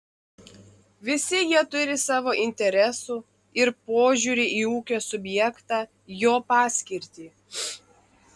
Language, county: Lithuanian, Klaipėda